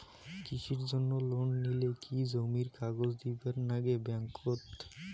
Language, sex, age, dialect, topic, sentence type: Bengali, male, 25-30, Rajbangshi, banking, question